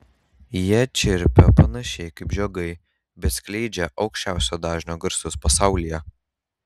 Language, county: Lithuanian, Kaunas